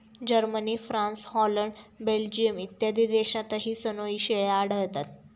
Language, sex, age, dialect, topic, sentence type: Marathi, female, 18-24, Standard Marathi, agriculture, statement